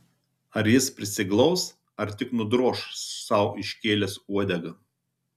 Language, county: Lithuanian, Telšiai